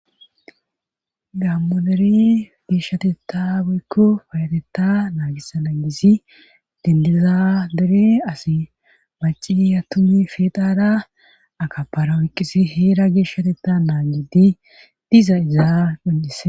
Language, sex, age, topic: Gamo, female, 18-24, government